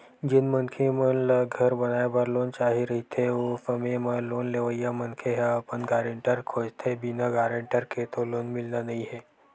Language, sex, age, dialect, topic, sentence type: Chhattisgarhi, male, 18-24, Western/Budati/Khatahi, banking, statement